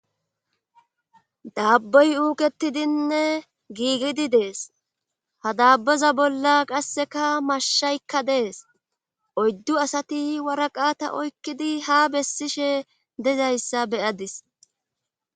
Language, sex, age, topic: Gamo, female, 25-35, government